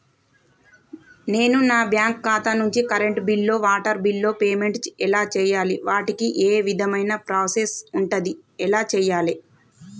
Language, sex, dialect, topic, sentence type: Telugu, female, Telangana, banking, question